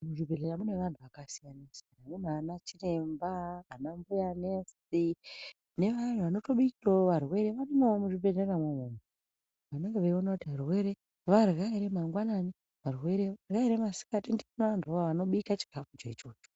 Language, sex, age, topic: Ndau, female, 25-35, health